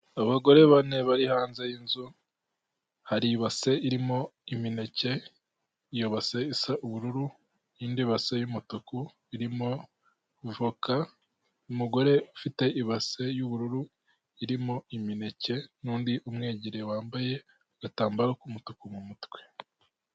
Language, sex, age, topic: Kinyarwanda, male, 18-24, finance